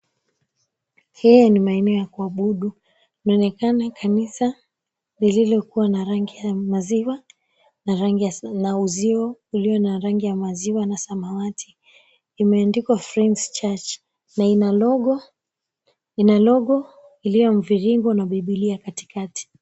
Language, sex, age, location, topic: Swahili, female, 25-35, Mombasa, government